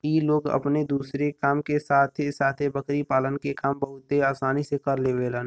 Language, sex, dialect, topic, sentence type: Bhojpuri, male, Western, agriculture, statement